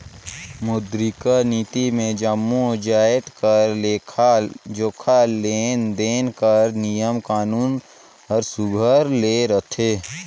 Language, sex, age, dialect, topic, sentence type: Chhattisgarhi, male, 18-24, Northern/Bhandar, banking, statement